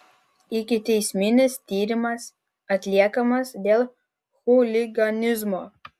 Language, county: Lithuanian, Vilnius